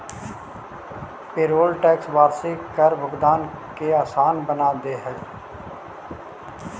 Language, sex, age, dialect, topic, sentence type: Magahi, male, 31-35, Central/Standard, banking, statement